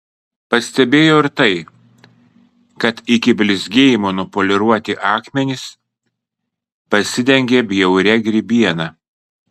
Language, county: Lithuanian, Kaunas